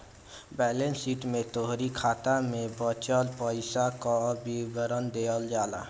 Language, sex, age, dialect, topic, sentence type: Bhojpuri, male, 18-24, Northern, banking, statement